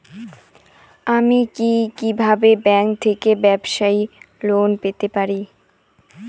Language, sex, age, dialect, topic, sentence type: Bengali, female, 18-24, Rajbangshi, banking, question